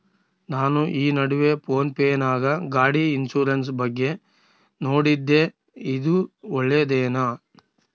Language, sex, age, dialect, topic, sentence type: Kannada, male, 36-40, Central, banking, question